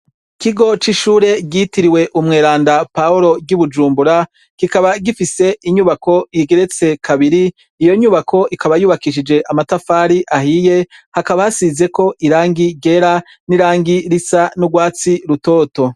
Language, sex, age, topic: Rundi, male, 36-49, education